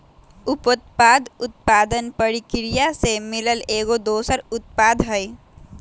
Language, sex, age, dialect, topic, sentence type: Magahi, female, 18-24, Western, agriculture, statement